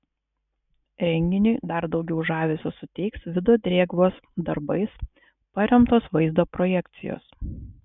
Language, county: Lithuanian, Kaunas